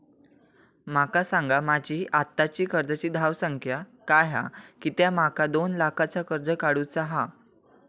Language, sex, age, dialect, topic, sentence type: Marathi, male, 18-24, Southern Konkan, banking, question